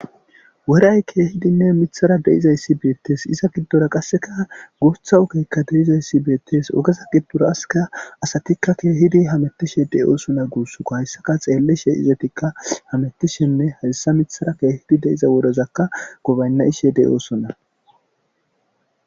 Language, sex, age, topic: Gamo, male, 25-35, government